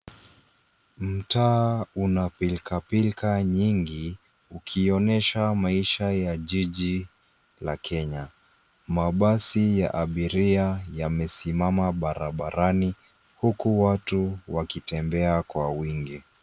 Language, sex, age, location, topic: Swahili, female, 36-49, Nairobi, government